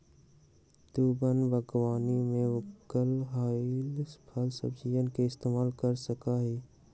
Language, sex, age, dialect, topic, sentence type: Magahi, male, 60-100, Western, agriculture, statement